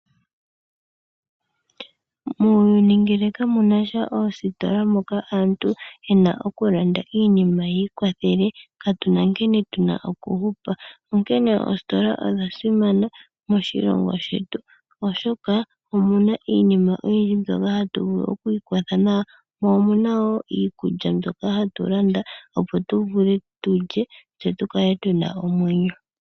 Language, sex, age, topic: Oshiwambo, female, 25-35, finance